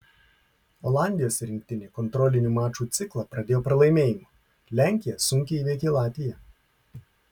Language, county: Lithuanian, Marijampolė